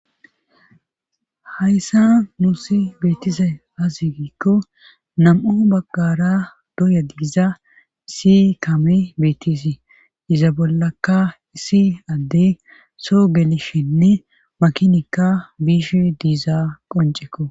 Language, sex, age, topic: Gamo, female, 18-24, government